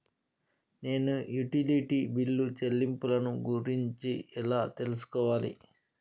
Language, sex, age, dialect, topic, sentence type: Telugu, male, 36-40, Telangana, banking, question